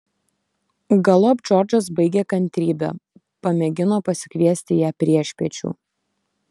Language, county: Lithuanian, Kaunas